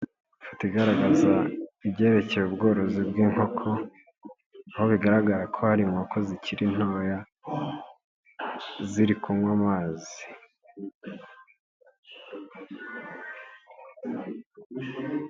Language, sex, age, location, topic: Kinyarwanda, male, 18-24, Nyagatare, agriculture